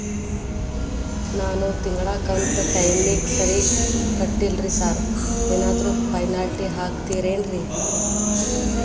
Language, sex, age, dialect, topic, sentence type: Kannada, female, 25-30, Dharwad Kannada, banking, question